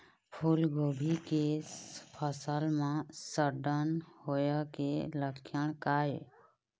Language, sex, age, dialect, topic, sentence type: Chhattisgarhi, female, 25-30, Eastern, agriculture, question